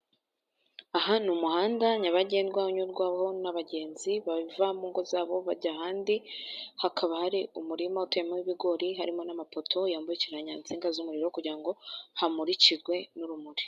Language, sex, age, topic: Kinyarwanda, female, 25-35, government